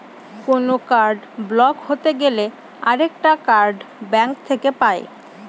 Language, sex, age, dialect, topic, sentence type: Bengali, female, 18-24, Northern/Varendri, banking, statement